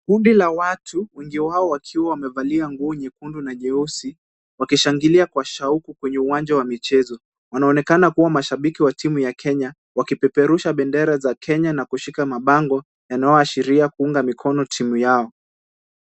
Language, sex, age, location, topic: Swahili, male, 25-35, Kisumu, government